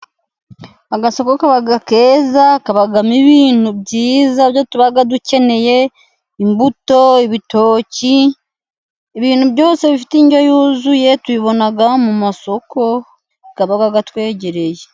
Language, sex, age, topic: Kinyarwanda, female, 25-35, finance